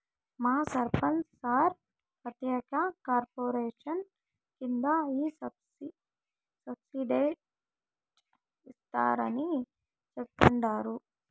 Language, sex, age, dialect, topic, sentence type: Telugu, female, 18-24, Southern, banking, statement